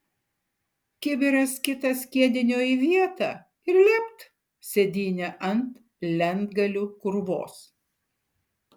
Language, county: Lithuanian, Šiauliai